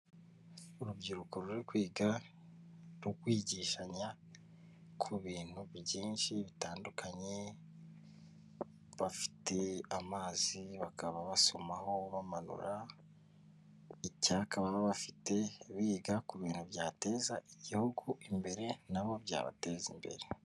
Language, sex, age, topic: Kinyarwanda, male, 25-35, government